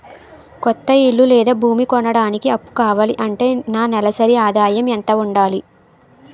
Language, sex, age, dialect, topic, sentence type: Telugu, female, 18-24, Utterandhra, banking, question